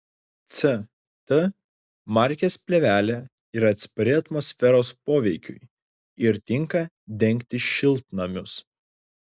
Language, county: Lithuanian, Klaipėda